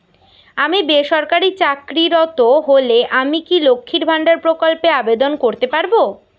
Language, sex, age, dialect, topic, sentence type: Bengali, female, 18-24, Rajbangshi, banking, question